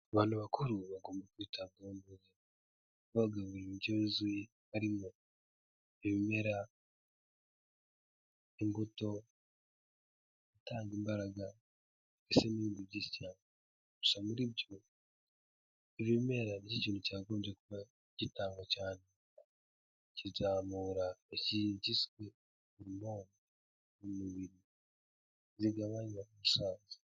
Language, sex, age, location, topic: Kinyarwanda, male, 18-24, Kigali, health